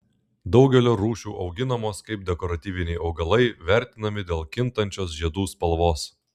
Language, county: Lithuanian, Klaipėda